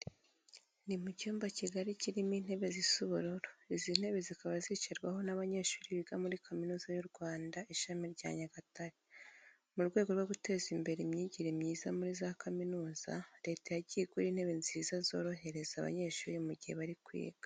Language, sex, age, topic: Kinyarwanda, female, 25-35, education